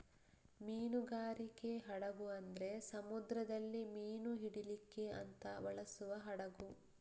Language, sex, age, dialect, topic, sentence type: Kannada, female, 36-40, Coastal/Dakshin, agriculture, statement